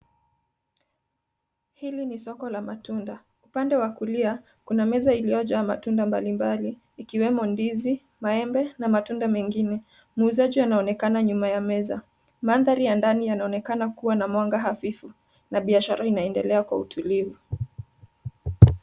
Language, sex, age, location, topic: Swahili, female, 25-35, Nairobi, finance